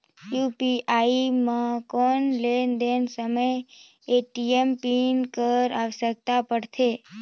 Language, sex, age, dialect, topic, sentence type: Chhattisgarhi, female, 18-24, Northern/Bhandar, banking, question